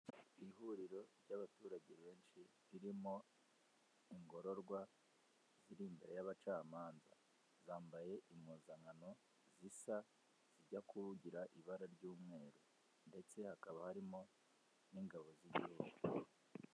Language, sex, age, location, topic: Kinyarwanda, male, 18-24, Kigali, government